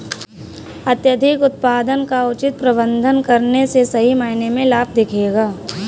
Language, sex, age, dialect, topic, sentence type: Hindi, female, 18-24, Kanauji Braj Bhasha, agriculture, statement